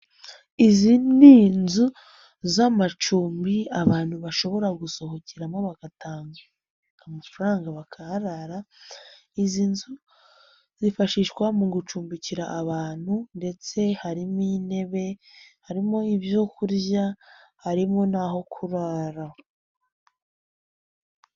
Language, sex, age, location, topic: Kinyarwanda, female, 18-24, Nyagatare, finance